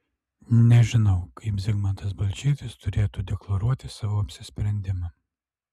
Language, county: Lithuanian, Alytus